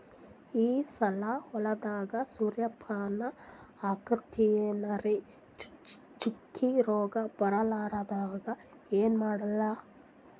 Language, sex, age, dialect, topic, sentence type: Kannada, female, 31-35, Northeastern, agriculture, question